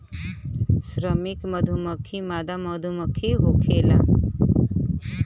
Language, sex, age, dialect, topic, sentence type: Bhojpuri, female, <18, Western, agriculture, statement